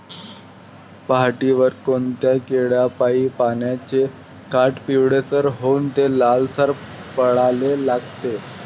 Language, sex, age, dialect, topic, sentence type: Marathi, male, 18-24, Varhadi, agriculture, question